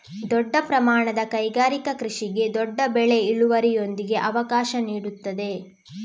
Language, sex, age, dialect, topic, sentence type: Kannada, female, 18-24, Coastal/Dakshin, agriculture, statement